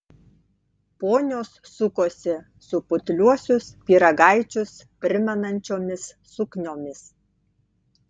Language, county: Lithuanian, Tauragė